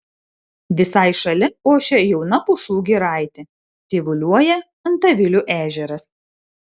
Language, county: Lithuanian, Šiauliai